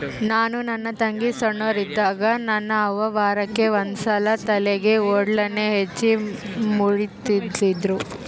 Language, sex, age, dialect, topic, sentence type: Kannada, female, 18-24, Central, agriculture, statement